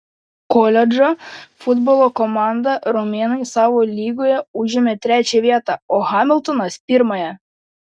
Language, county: Lithuanian, Panevėžys